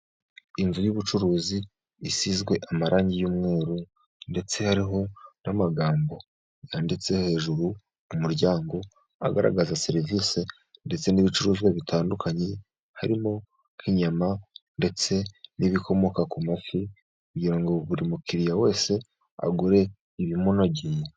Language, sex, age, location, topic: Kinyarwanda, male, 18-24, Musanze, finance